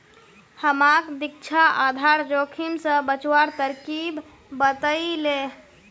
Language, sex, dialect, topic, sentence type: Magahi, female, Northeastern/Surjapuri, banking, statement